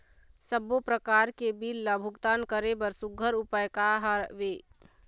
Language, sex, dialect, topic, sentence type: Chhattisgarhi, female, Eastern, banking, question